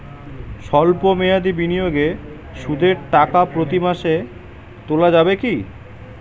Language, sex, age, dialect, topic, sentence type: Bengali, male, 18-24, Western, banking, question